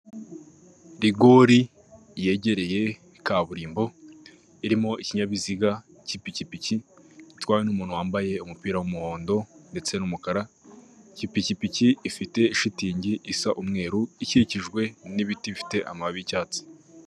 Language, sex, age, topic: Kinyarwanda, male, 18-24, government